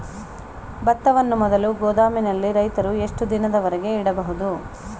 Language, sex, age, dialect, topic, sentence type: Kannada, female, 31-35, Central, agriculture, question